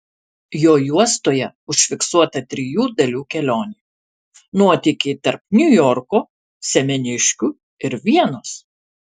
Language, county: Lithuanian, Alytus